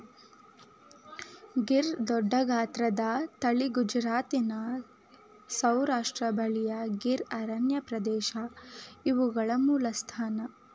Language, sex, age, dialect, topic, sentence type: Kannada, female, 25-30, Mysore Kannada, agriculture, statement